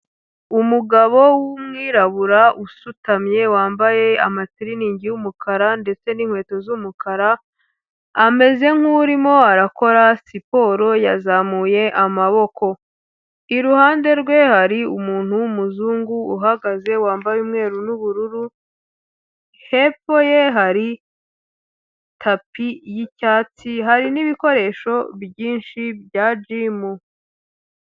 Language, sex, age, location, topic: Kinyarwanda, female, 18-24, Huye, health